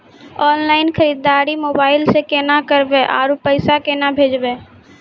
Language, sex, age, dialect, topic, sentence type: Maithili, female, 18-24, Angika, banking, question